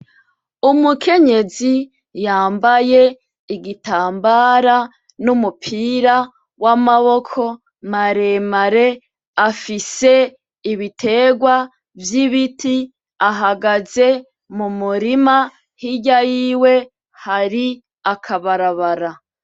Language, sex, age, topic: Rundi, female, 25-35, agriculture